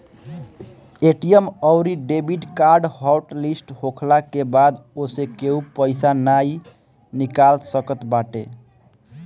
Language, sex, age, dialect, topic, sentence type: Bhojpuri, male, <18, Northern, banking, statement